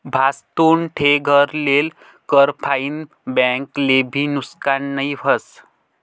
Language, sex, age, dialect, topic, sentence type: Marathi, male, 51-55, Northern Konkan, banking, statement